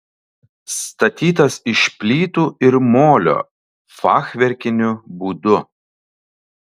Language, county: Lithuanian, Alytus